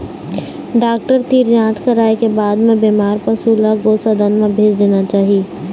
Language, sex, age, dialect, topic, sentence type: Chhattisgarhi, female, 18-24, Eastern, agriculture, statement